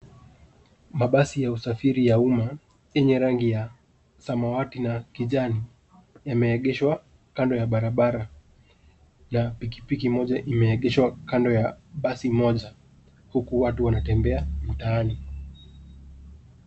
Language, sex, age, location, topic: Swahili, male, 18-24, Nairobi, government